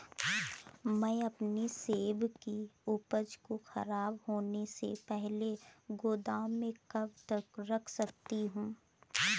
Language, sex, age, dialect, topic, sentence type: Hindi, female, 18-24, Awadhi Bundeli, agriculture, question